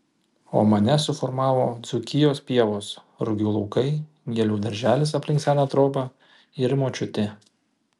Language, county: Lithuanian, Kaunas